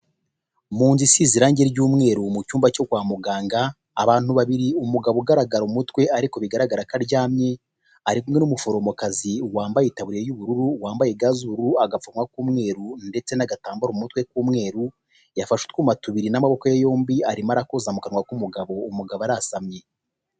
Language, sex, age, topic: Kinyarwanda, male, 25-35, health